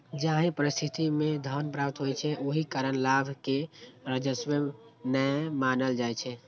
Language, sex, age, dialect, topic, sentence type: Maithili, male, 18-24, Eastern / Thethi, banking, statement